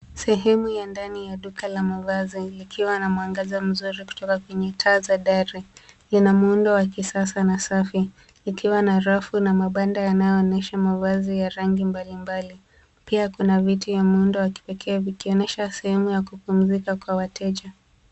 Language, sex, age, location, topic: Swahili, female, 18-24, Nairobi, finance